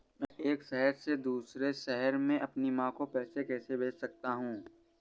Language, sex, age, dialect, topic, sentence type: Hindi, male, 18-24, Awadhi Bundeli, banking, question